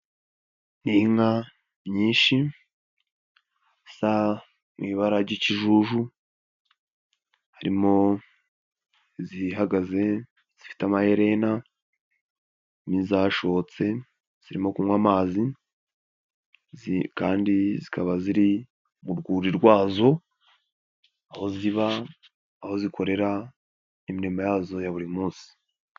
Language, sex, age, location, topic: Kinyarwanda, male, 18-24, Nyagatare, agriculture